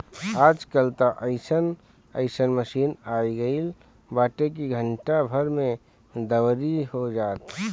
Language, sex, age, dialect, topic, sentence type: Bhojpuri, male, 25-30, Northern, agriculture, statement